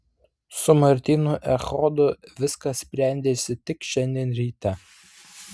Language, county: Lithuanian, Vilnius